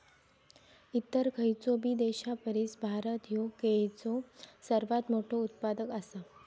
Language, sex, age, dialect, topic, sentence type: Marathi, female, 18-24, Southern Konkan, agriculture, statement